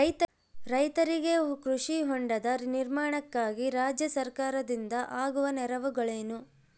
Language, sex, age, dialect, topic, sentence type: Kannada, female, 18-24, Central, agriculture, question